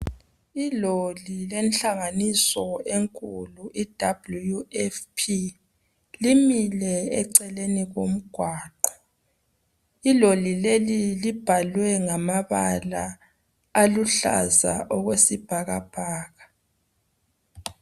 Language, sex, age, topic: North Ndebele, female, 25-35, health